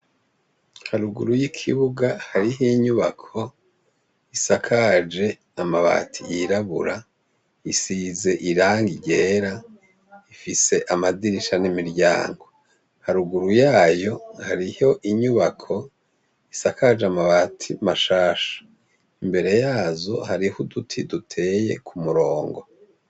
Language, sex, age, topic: Rundi, male, 50+, education